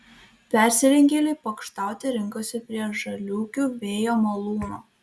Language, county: Lithuanian, Kaunas